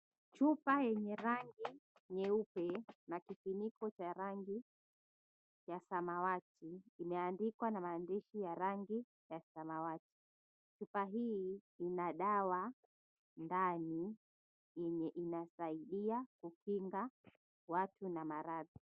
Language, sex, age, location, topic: Swahili, female, 25-35, Mombasa, health